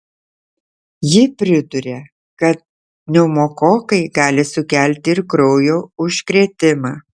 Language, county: Lithuanian, Tauragė